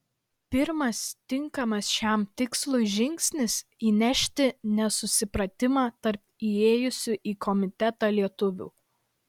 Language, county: Lithuanian, Vilnius